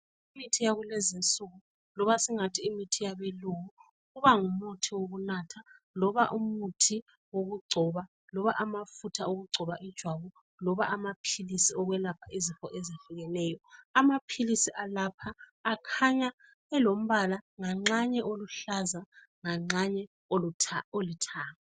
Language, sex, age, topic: North Ndebele, female, 36-49, health